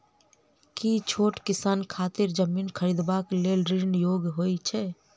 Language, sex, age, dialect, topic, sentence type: Maithili, female, 25-30, Southern/Standard, agriculture, statement